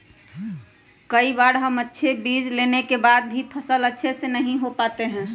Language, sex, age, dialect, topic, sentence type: Magahi, female, 25-30, Western, agriculture, question